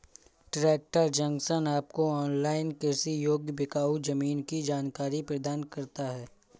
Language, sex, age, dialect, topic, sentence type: Hindi, male, 25-30, Awadhi Bundeli, agriculture, statement